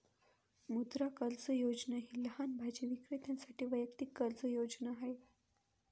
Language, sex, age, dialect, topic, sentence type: Marathi, female, 25-30, Northern Konkan, banking, statement